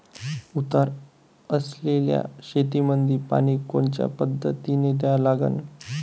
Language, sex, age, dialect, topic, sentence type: Marathi, male, 25-30, Varhadi, agriculture, question